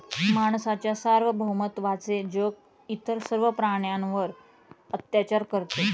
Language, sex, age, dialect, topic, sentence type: Marathi, female, 31-35, Standard Marathi, agriculture, statement